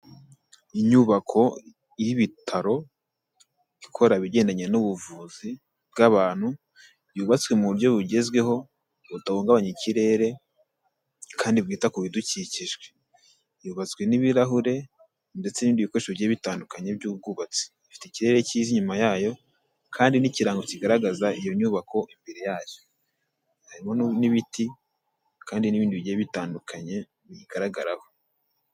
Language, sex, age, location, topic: Kinyarwanda, male, 18-24, Kigali, health